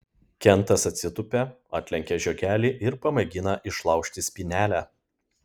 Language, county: Lithuanian, Kaunas